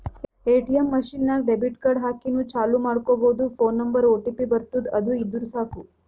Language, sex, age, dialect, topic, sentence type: Kannada, female, 18-24, Northeastern, banking, statement